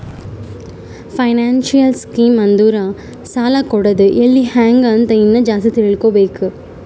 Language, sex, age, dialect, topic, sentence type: Kannada, male, 25-30, Northeastern, banking, statement